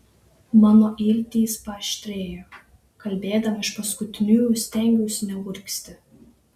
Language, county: Lithuanian, Šiauliai